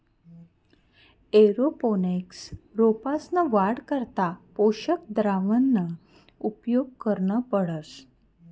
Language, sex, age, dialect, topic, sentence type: Marathi, female, 31-35, Northern Konkan, agriculture, statement